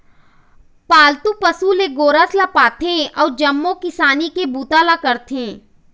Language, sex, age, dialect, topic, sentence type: Chhattisgarhi, female, 25-30, Eastern, agriculture, statement